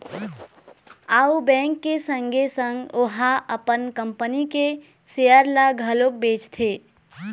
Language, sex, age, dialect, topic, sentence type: Chhattisgarhi, female, 18-24, Eastern, banking, statement